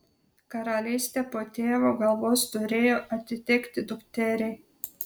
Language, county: Lithuanian, Telšiai